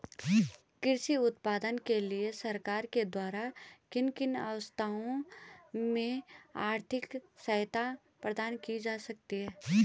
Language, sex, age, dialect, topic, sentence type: Hindi, female, 25-30, Garhwali, agriculture, question